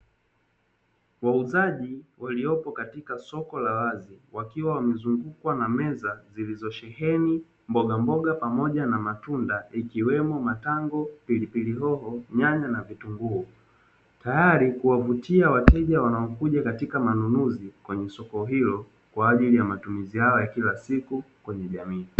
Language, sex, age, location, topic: Swahili, male, 18-24, Dar es Salaam, finance